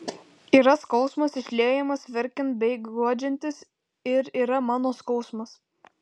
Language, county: Lithuanian, Vilnius